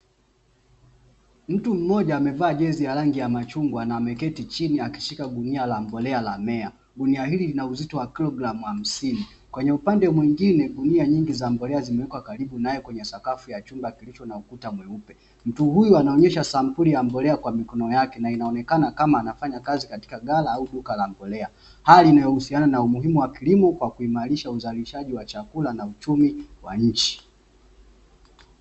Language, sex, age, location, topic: Swahili, male, 25-35, Dar es Salaam, agriculture